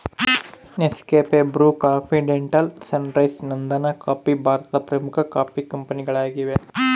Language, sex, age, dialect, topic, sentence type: Kannada, male, 25-30, Central, agriculture, statement